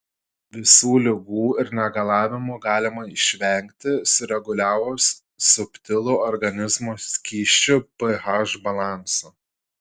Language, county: Lithuanian, Šiauliai